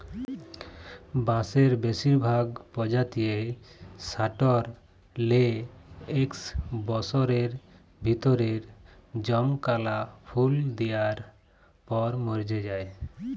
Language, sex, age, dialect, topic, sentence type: Bengali, male, 25-30, Jharkhandi, agriculture, statement